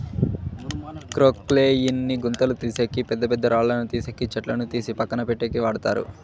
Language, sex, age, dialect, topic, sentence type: Telugu, male, 51-55, Southern, agriculture, statement